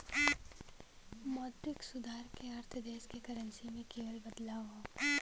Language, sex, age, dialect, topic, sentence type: Bhojpuri, female, 18-24, Western, banking, statement